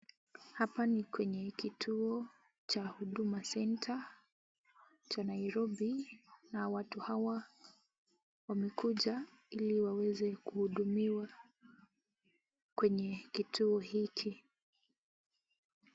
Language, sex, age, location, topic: Swahili, female, 18-24, Kisumu, government